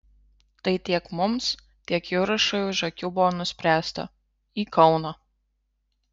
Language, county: Lithuanian, Marijampolė